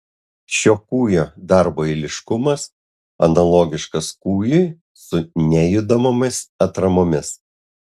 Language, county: Lithuanian, Utena